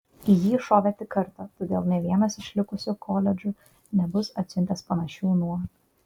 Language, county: Lithuanian, Kaunas